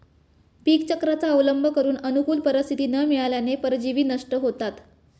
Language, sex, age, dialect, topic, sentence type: Marathi, male, 25-30, Standard Marathi, agriculture, statement